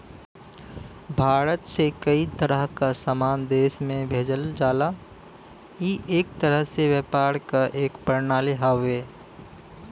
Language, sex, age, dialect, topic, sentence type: Bhojpuri, male, 18-24, Western, banking, statement